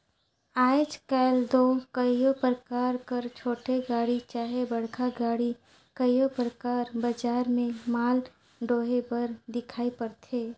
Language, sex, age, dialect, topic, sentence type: Chhattisgarhi, female, 36-40, Northern/Bhandar, agriculture, statement